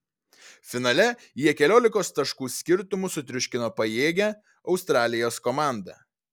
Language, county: Lithuanian, Vilnius